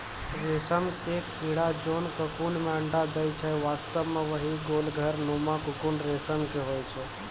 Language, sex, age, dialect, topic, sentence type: Maithili, male, 18-24, Angika, agriculture, statement